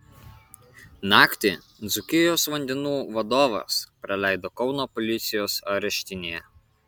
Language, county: Lithuanian, Kaunas